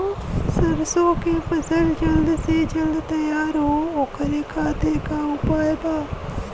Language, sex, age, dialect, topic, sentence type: Bhojpuri, female, 18-24, Western, agriculture, question